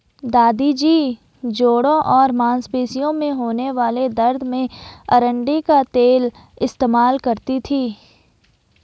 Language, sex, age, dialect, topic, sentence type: Hindi, female, 51-55, Garhwali, agriculture, statement